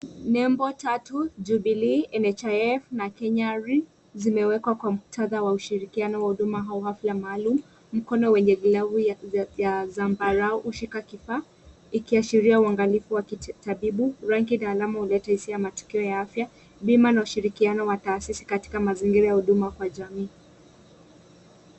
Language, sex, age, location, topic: Swahili, female, 25-35, Nairobi, health